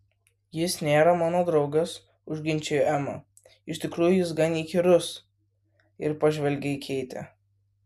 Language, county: Lithuanian, Vilnius